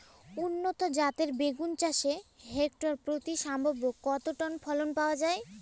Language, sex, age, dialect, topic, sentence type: Bengali, female, <18, Jharkhandi, agriculture, question